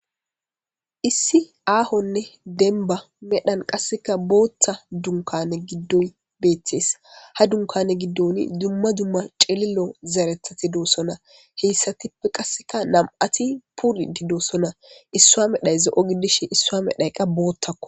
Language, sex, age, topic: Gamo, female, 18-24, agriculture